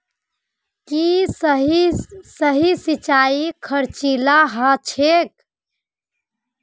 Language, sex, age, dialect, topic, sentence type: Magahi, female, 25-30, Northeastern/Surjapuri, agriculture, statement